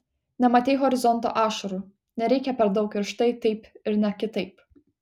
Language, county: Lithuanian, Kaunas